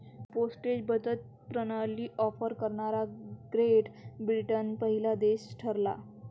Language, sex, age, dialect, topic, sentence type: Marathi, female, 18-24, Varhadi, banking, statement